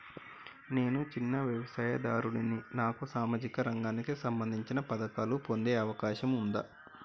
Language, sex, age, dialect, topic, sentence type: Telugu, male, 36-40, Telangana, banking, question